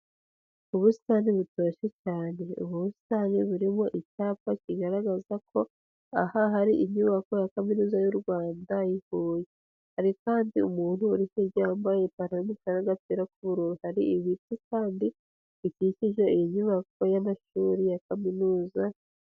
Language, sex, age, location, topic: Kinyarwanda, female, 18-24, Huye, education